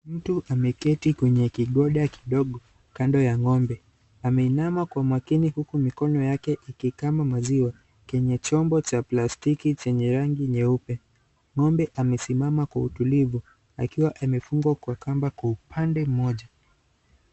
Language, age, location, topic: Swahili, 18-24, Kisii, agriculture